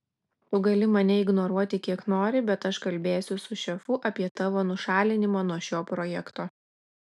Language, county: Lithuanian, Klaipėda